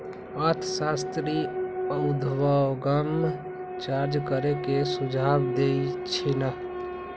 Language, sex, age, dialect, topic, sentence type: Magahi, male, 18-24, Western, banking, statement